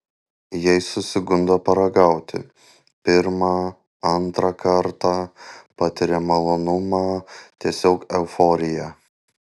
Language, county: Lithuanian, Panevėžys